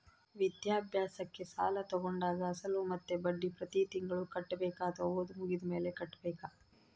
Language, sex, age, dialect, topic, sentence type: Kannada, female, 31-35, Central, banking, question